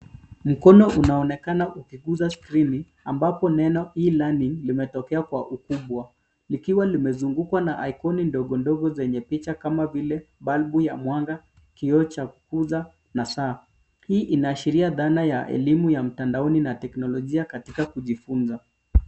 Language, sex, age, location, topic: Swahili, male, 25-35, Nairobi, education